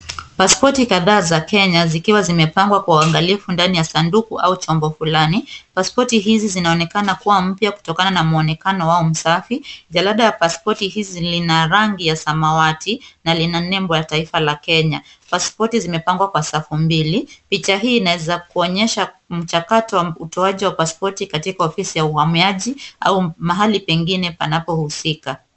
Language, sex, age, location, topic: Swahili, female, 25-35, Kisumu, government